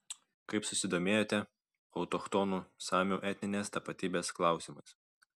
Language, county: Lithuanian, Vilnius